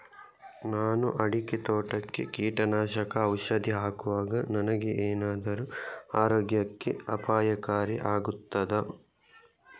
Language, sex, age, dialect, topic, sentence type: Kannada, male, 31-35, Coastal/Dakshin, agriculture, question